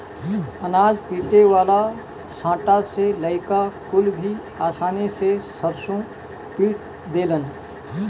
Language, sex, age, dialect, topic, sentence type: Bhojpuri, male, 18-24, Northern, agriculture, statement